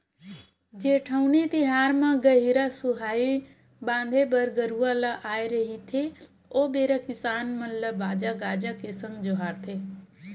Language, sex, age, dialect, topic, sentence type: Chhattisgarhi, female, 18-24, Western/Budati/Khatahi, agriculture, statement